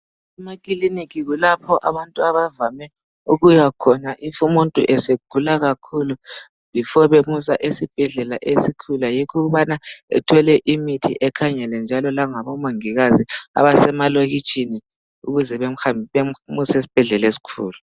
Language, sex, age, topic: North Ndebele, male, 18-24, health